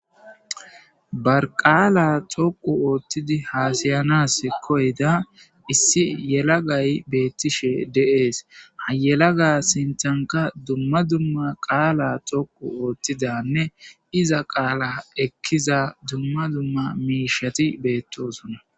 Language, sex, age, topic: Gamo, female, 18-24, government